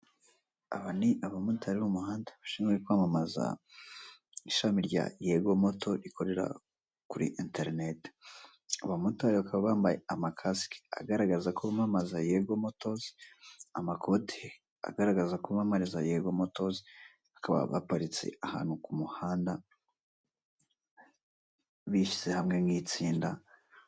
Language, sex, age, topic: Kinyarwanda, male, 18-24, finance